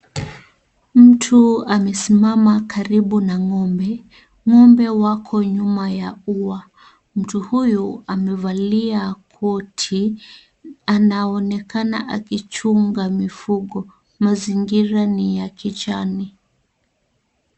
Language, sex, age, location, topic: Swahili, female, 25-35, Kisii, agriculture